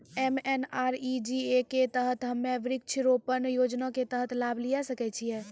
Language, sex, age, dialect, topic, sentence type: Maithili, female, 18-24, Angika, banking, question